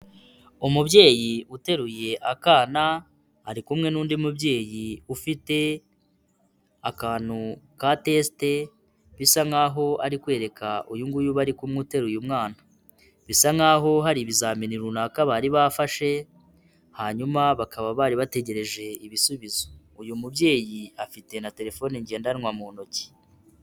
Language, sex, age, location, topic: Kinyarwanda, male, 25-35, Kigali, health